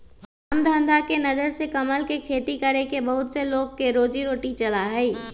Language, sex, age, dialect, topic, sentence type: Magahi, male, 25-30, Western, agriculture, statement